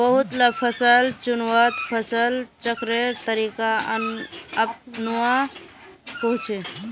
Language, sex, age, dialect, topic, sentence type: Magahi, male, 25-30, Northeastern/Surjapuri, agriculture, statement